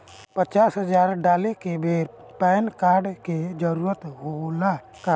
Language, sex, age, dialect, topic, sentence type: Bhojpuri, male, 25-30, Northern, banking, question